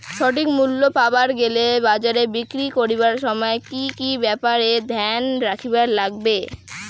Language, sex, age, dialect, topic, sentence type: Bengali, female, 18-24, Rajbangshi, agriculture, question